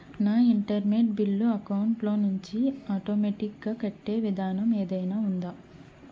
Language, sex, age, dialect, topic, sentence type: Telugu, female, 18-24, Utterandhra, banking, question